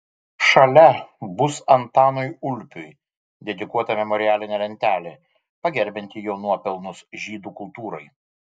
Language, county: Lithuanian, Vilnius